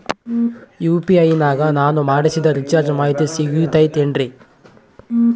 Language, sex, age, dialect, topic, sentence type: Kannada, male, 25-30, Central, banking, question